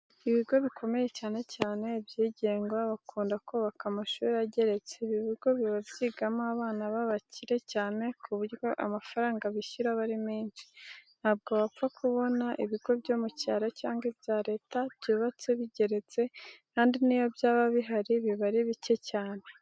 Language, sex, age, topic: Kinyarwanda, female, 36-49, education